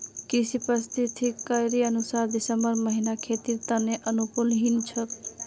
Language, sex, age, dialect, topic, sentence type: Magahi, female, 60-100, Northeastern/Surjapuri, agriculture, statement